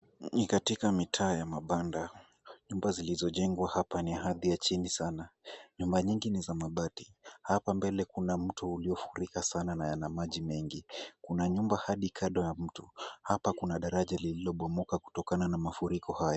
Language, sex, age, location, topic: Swahili, male, 18-24, Kisumu, health